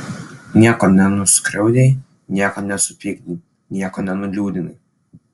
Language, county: Lithuanian, Klaipėda